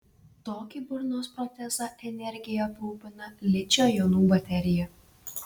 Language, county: Lithuanian, Alytus